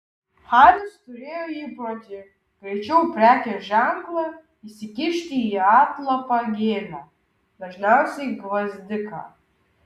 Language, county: Lithuanian, Kaunas